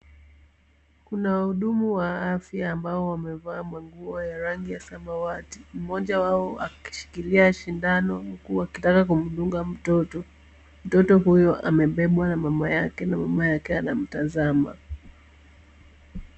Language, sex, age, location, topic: Swahili, female, 25-35, Kisumu, health